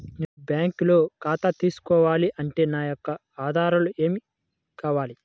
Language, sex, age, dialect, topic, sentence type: Telugu, male, 18-24, Central/Coastal, banking, question